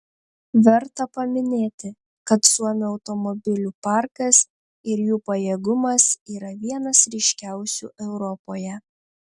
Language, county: Lithuanian, Panevėžys